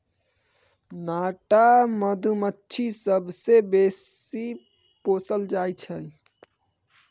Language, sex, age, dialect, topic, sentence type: Maithili, male, 18-24, Bajjika, agriculture, statement